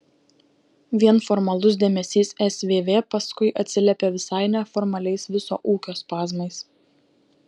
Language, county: Lithuanian, Klaipėda